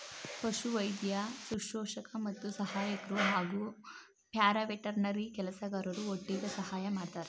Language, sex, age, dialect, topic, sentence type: Kannada, male, 31-35, Mysore Kannada, agriculture, statement